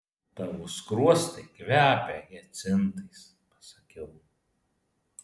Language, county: Lithuanian, Vilnius